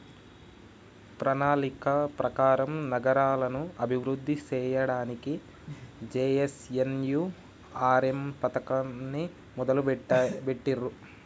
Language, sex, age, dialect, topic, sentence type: Telugu, male, 18-24, Telangana, banking, statement